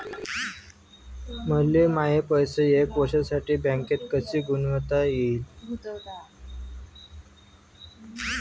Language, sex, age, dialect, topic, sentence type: Marathi, male, 31-35, Varhadi, banking, question